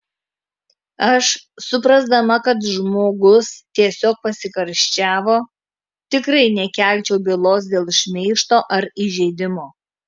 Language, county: Lithuanian, Kaunas